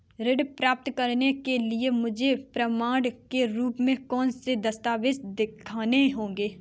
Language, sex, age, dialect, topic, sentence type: Hindi, female, 18-24, Kanauji Braj Bhasha, banking, statement